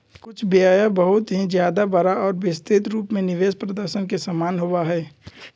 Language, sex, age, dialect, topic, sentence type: Magahi, male, 18-24, Western, banking, statement